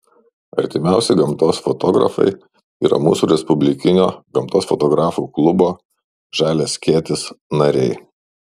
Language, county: Lithuanian, Šiauliai